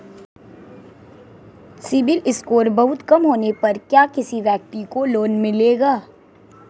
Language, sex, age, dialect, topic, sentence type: Hindi, female, 18-24, Marwari Dhudhari, banking, question